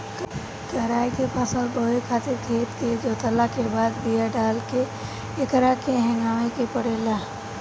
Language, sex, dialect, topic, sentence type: Bhojpuri, female, Southern / Standard, agriculture, statement